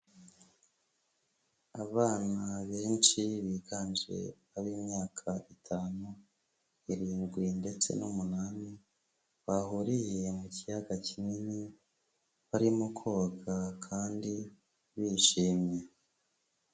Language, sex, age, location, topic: Kinyarwanda, male, 25-35, Huye, health